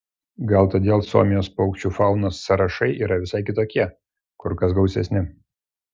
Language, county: Lithuanian, Klaipėda